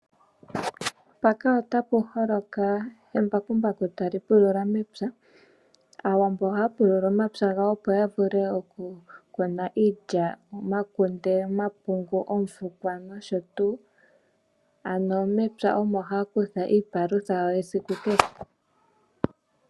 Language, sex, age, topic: Oshiwambo, female, 25-35, agriculture